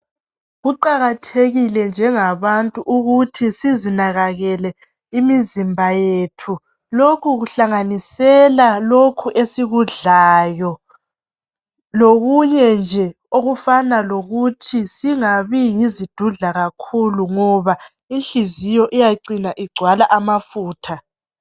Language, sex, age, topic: North Ndebele, female, 18-24, health